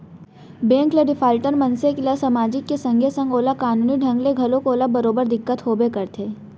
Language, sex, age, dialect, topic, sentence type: Chhattisgarhi, female, 18-24, Central, banking, statement